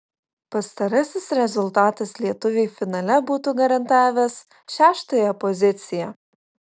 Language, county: Lithuanian, Utena